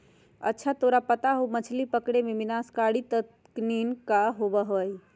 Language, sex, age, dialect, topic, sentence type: Magahi, female, 60-100, Western, agriculture, statement